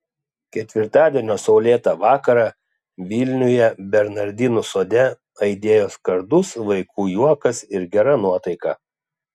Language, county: Lithuanian, Klaipėda